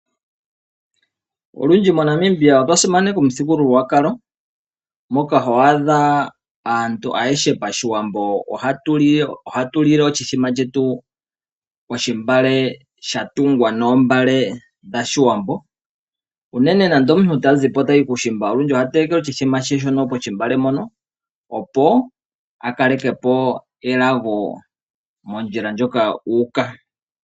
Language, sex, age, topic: Oshiwambo, male, 25-35, agriculture